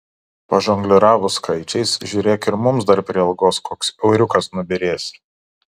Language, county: Lithuanian, Šiauliai